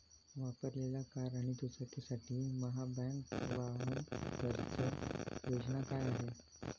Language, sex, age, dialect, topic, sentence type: Marathi, male, 18-24, Standard Marathi, banking, question